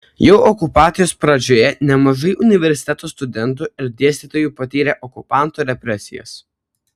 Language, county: Lithuanian, Kaunas